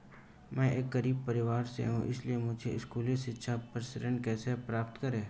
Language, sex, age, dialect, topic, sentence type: Hindi, male, 18-24, Marwari Dhudhari, banking, question